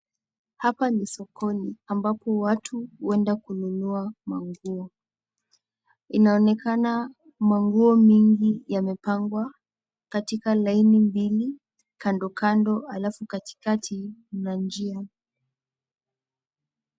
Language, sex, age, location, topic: Swahili, female, 18-24, Nakuru, finance